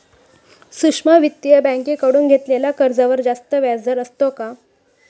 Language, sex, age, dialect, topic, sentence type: Marathi, female, 41-45, Standard Marathi, banking, question